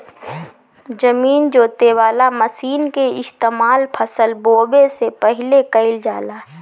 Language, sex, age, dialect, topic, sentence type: Bhojpuri, female, 25-30, Northern, agriculture, statement